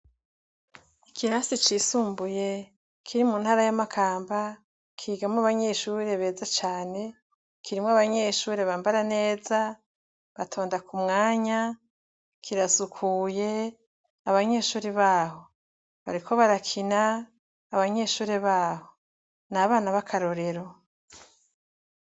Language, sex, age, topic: Rundi, female, 36-49, education